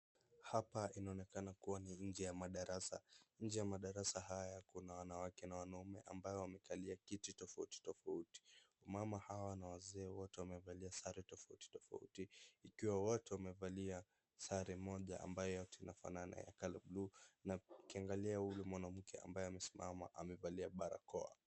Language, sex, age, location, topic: Swahili, male, 25-35, Wajir, health